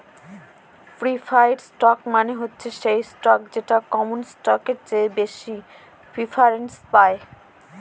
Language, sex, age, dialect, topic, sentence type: Bengali, female, 25-30, Northern/Varendri, banking, statement